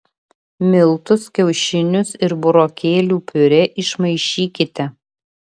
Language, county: Lithuanian, Vilnius